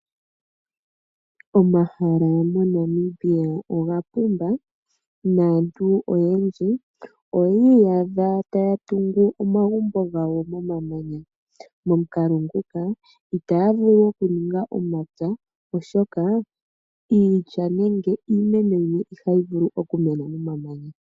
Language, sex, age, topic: Oshiwambo, female, 25-35, agriculture